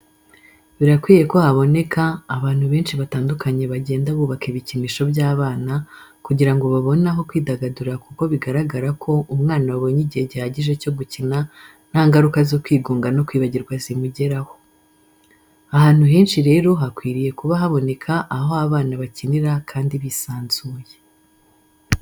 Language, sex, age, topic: Kinyarwanda, female, 25-35, education